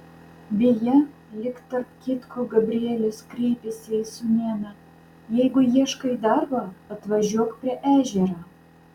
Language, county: Lithuanian, Vilnius